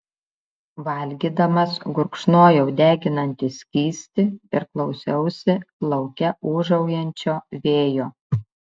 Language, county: Lithuanian, Šiauliai